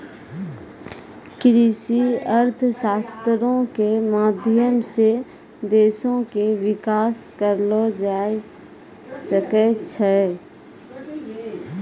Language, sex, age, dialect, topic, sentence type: Maithili, female, 31-35, Angika, banking, statement